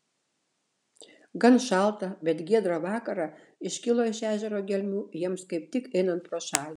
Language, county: Lithuanian, Šiauliai